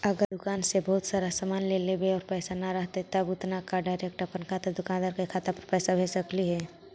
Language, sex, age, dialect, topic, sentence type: Magahi, male, 60-100, Central/Standard, banking, question